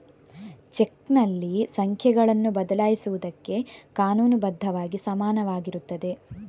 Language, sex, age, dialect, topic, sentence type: Kannada, female, 46-50, Coastal/Dakshin, banking, statement